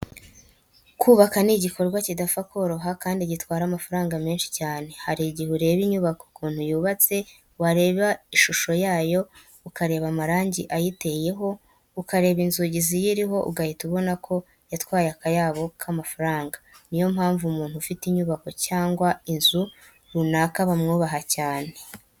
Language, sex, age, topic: Kinyarwanda, male, 18-24, education